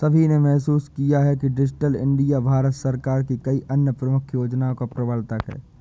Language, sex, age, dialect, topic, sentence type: Hindi, male, 25-30, Awadhi Bundeli, banking, statement